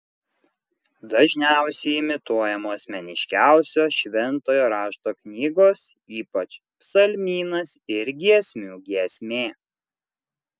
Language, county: Lithuanian, Kaunas